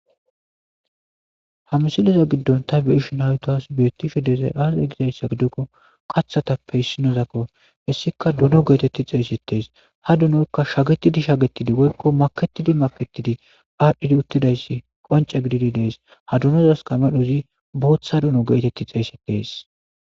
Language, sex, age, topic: Gamo, male, 25-35, agriculture